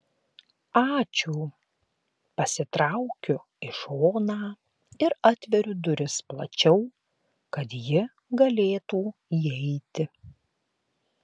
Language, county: Lithuanian, Klaipėda